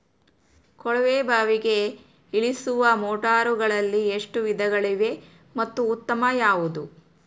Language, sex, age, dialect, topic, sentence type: Kannada, female, 36-40, Central, agriculture, question